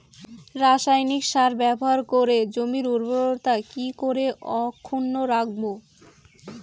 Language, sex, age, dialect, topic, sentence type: Bengali, female, <18, Rajbangshi, agriculture, question